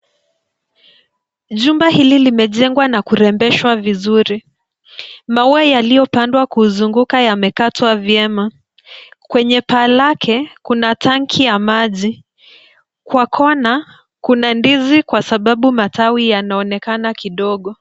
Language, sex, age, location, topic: Swahili, female, 25-35, Nairobi, finance